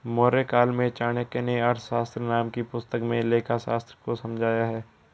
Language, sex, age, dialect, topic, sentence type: Hindi, male, 56-60, Garhwali, banking, statement